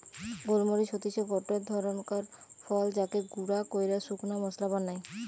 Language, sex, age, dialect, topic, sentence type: Bengali, male, 25-30, Western, agriculture, statement